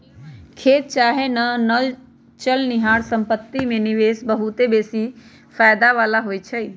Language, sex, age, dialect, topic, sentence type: Magahi, male, 25-30, Western, banking, statement